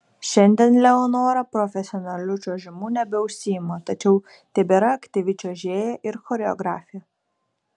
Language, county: Lithuanian, Kaunas